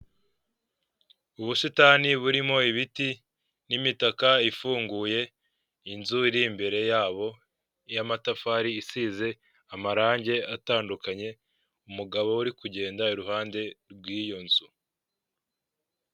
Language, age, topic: Kinyarwanda, 18-24, finance